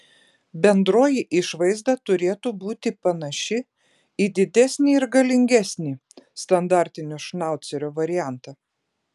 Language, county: Lithuanian, Klaipėda